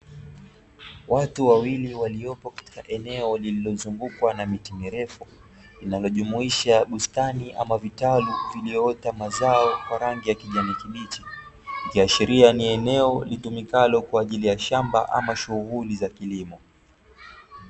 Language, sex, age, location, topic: Swahili, male, 25-35, Dar es Salaam, agriculture